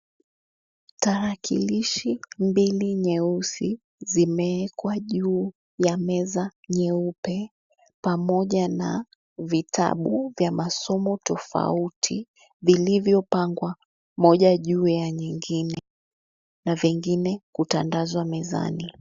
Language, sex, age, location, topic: Swahili, female, 18-24, Mombasa, education